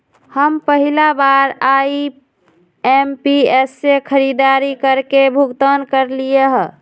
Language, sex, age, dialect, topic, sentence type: Magahi, female, 25-30, Western, banking, statement